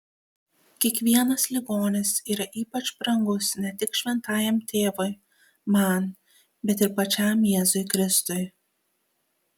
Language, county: Lithuanian, Kaunas